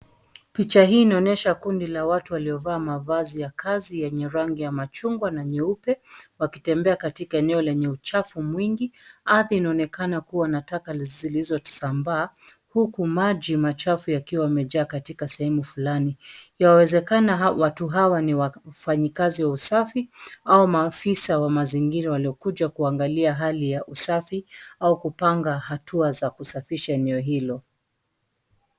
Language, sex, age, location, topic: Swahili, female, 36-49, Nairobi, health